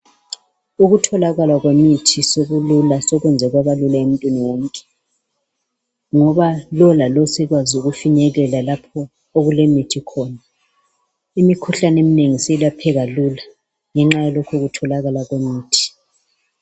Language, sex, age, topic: North Ndebele, male, 36-49, health